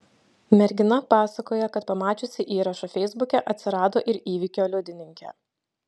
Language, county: Lithuanian, Šiauliai